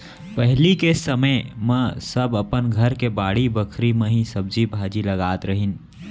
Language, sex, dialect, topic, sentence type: Chhattisgarhi, male, Central, agriculture, statement